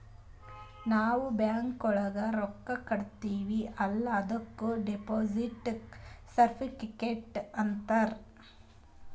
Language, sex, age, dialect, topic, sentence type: Kannada, female, 31-35, Northeastern, banking, statement